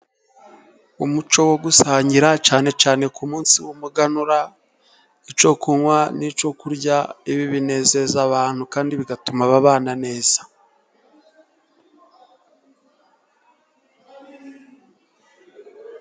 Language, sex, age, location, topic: Kinyarwanda, male, 36-49, Musanze, government